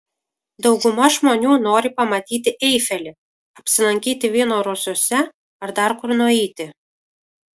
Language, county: Lithuanian, Kaunas